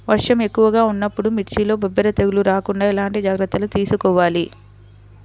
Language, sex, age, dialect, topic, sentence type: Telugu, female, 60-100, Central/Coastal, agriculture, question